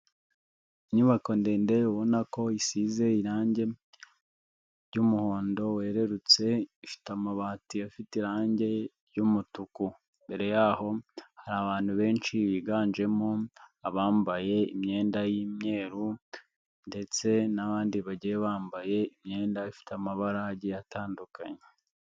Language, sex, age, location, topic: Kinyarwanda, male, 25-35, Nyagatare, finance